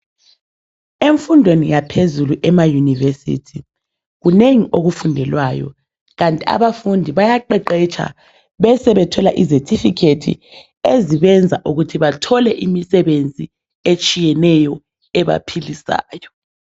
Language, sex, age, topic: North Ndebele, female, 25-35, education